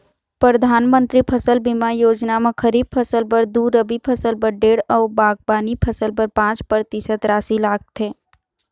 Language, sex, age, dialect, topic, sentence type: Chhattisgarhi, female, 36-40, Eastern, agriculture, statement